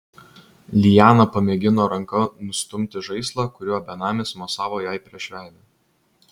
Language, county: Lithuanian, Vilnius